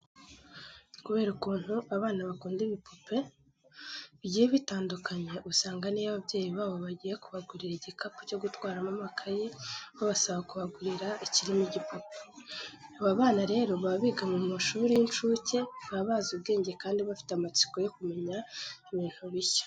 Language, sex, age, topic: Kinyarwanda, female, 18-24, education